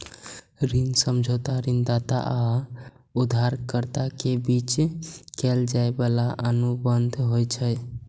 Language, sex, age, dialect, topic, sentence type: Maithili, male, 18-24, Eastern / Thethi, banking, statement